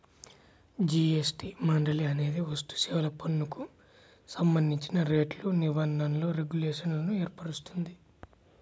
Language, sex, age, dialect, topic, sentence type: Telugu, male, 18-24, Central/Coastal, banking, statement